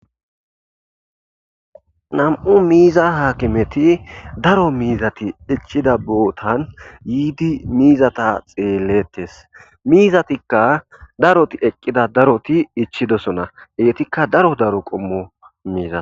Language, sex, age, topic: Gamo, male, 25-35, agriculture